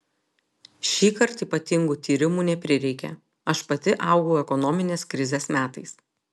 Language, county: Lithuanian, Telšiai